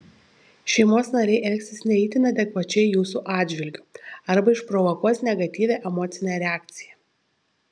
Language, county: Lithuanian, Šiauliai